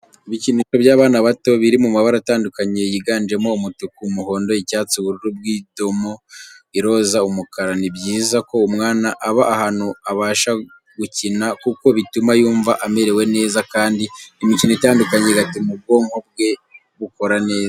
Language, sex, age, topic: Kinyarwanda, male, 25-35, education